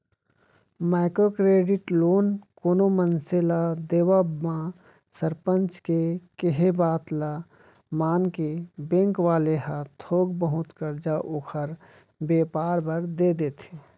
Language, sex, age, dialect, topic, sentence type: Chhattisgarhi, male, 36-40, Central, banking, statement